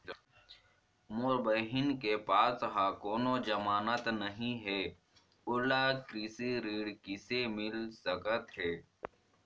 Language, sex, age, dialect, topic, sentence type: Chhattisgarhi, male, 46-50, Northern/Bhandar, agriculture, statement